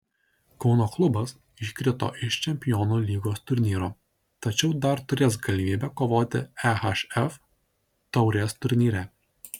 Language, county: Lithuanian, Šiauliai